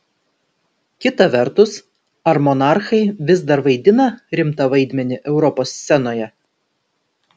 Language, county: Lithuanian, Vilnius